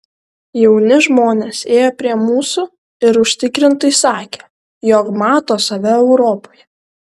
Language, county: Lithuanian, Šiauliai